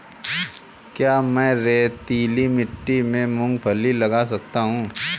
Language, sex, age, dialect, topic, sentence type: Hindi, female, 18-24, Awadhi Bundeli, agriculture, question